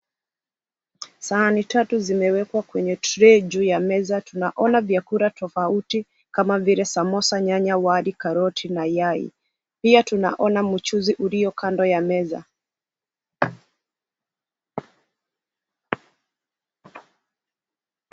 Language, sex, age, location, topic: Swahili, female, 36-49, Mombasa, agriculture